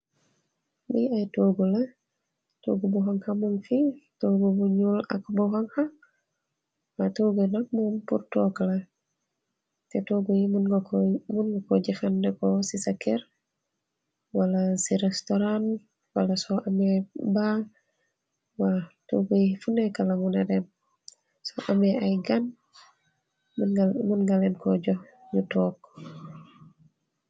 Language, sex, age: Wolof, female, 25-35